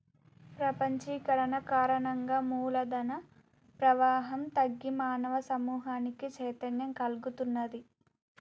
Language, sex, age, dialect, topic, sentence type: Telugu, female, 18-24, Telangana, banking, statement